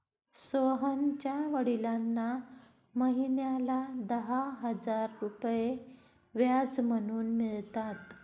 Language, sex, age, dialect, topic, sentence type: Marathi, female, 25-30, Standard Marathi, banking, statement